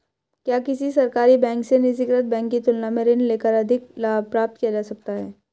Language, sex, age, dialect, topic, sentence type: Hindi, female, 18-24, Marwari Dhudhari, banking, question